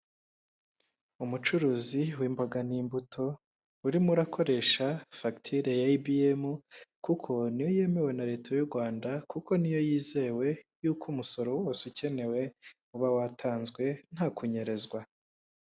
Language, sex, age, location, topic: Kinyarwanda, male, 18-24, Kigali, finance